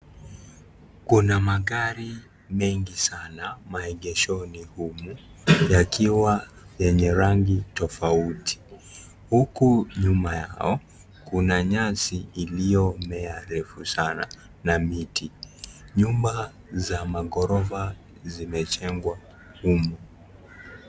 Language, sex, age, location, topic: Swahili, male, 18-24, Kisii, finance